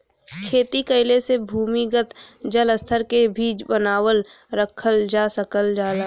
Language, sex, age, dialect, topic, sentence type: Bhojpuri, female, 18-24, Western, agriculture, statement